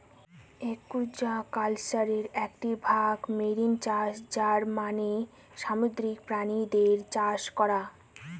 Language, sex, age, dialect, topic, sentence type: Bengali, female, 18-24, Northern/Varendri, agriculture, statement